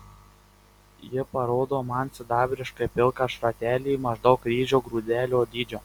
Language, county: Lithuanian, Marijampolė